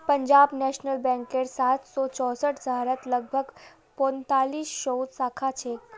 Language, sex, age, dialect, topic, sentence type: Magahi, female, 36-40, Northeastern/Surjapuri, banking, statement